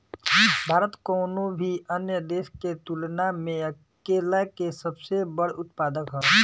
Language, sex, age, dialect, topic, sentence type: Bhojpuri, male, 18-24, Southern / Standard, agriculture, statement